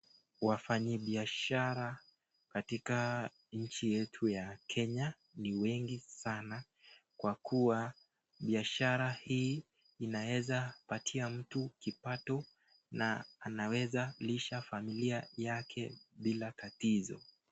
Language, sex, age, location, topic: Swahili, male, 18-24, Nakuru, finance